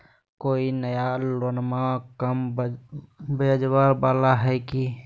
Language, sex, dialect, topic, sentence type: Magahi, male, Southern, banking, question